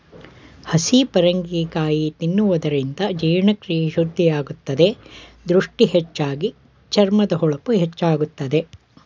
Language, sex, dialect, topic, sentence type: Kannada, male, Mysore Kannada, agriculture, statement